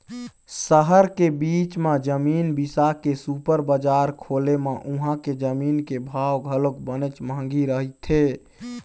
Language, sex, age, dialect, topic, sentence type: Chhattisgarhi, male, 18-24, Eastern, agriculture, statement